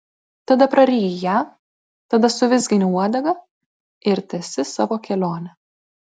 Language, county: Lithuanian, Klaipėda